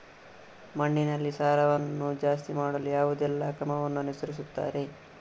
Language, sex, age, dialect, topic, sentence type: Kannada, male, 18-24, Coastal/Dakshin, agriculture, question